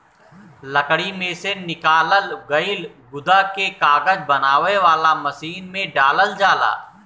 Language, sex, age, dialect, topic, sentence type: Bhojpuri, male, 31-35, Southern / Standard, agriculture, statement